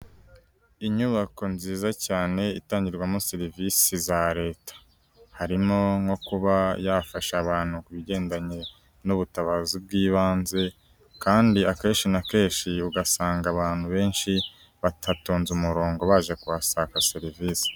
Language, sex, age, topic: Kinyarwanda, female, 36-49, government